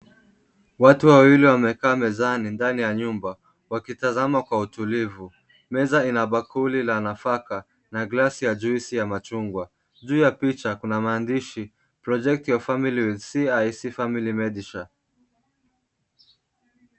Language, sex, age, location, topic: Swahili, male, 18-24, Kisumu, finance